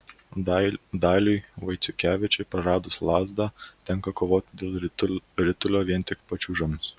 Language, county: Lithuanian, Kaunas